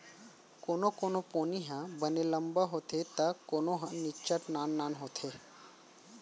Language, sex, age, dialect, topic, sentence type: Chhattisgarhi, male, 18-24, Central, agriculture, statement